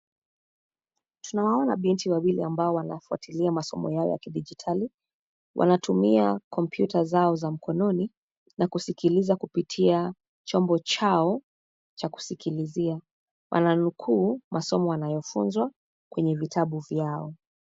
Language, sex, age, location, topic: Swahili, female, 25-35, Nairobi, education